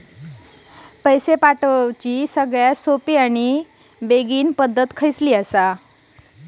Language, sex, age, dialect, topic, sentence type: Marathi, female, 25-30, Standard Marathi, banking, question